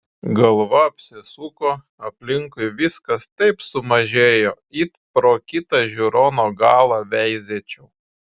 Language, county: Lithuanian, Šiauliai